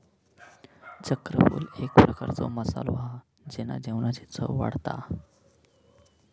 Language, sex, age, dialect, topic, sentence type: Marathi, male, 25-30, Southern Konkan, agriculture, statement